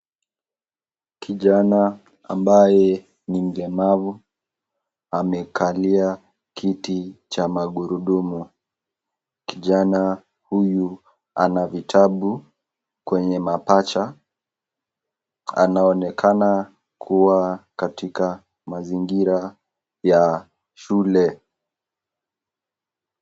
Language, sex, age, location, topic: Swahili, male, 18-24, Nakuru, education